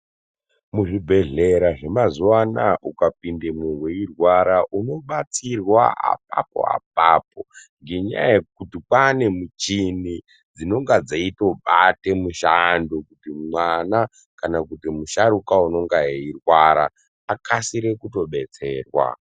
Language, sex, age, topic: Ndau, male, 18-24, health